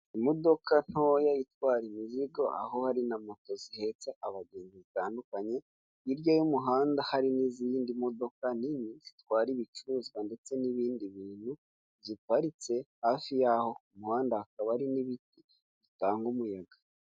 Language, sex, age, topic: Kinyarwanda, male, 18-24, government